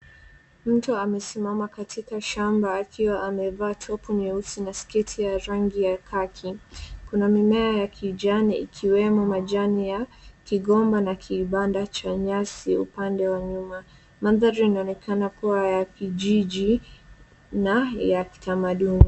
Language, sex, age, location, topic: Swahili, female, 18-24, Wajir, agriculture